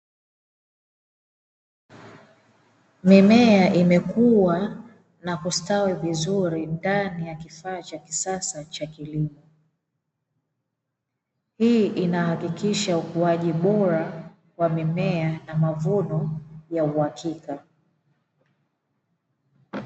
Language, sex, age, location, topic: Swahili, female, 25-35, Dar es Salaam, agriculture